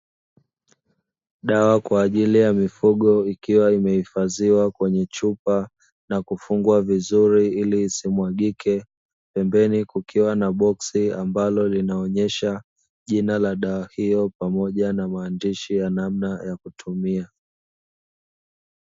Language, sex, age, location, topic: Swahili, male, 25-35, Dar es Salaam, agriculture